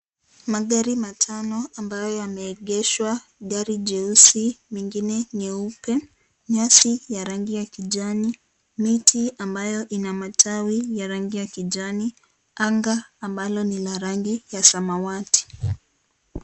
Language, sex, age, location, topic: Swahili, female, 18-24, Kisii, finance